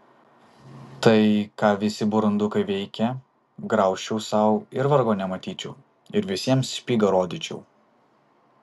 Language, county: Lithuanian, Vilnius